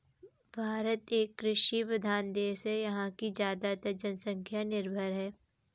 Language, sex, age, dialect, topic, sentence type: Hindi, female, 25-30, Kanauji Braj Bhasha, banking, statement